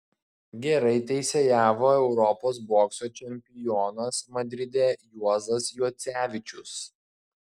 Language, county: Lithuanian, Klaipėda